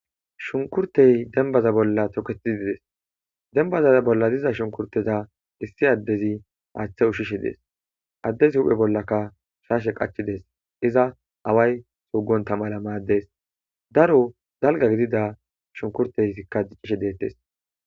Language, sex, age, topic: Gamo, male, 18-24, agriculture